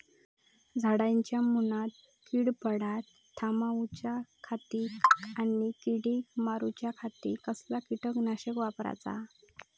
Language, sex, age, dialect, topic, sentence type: Marathi, female, 18-24, Southern Konkan, agriculture, question